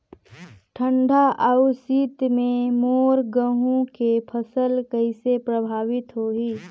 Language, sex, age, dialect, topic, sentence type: Chhattisgarhi, female, 25-30, Northern/Bhandar, agriculture, question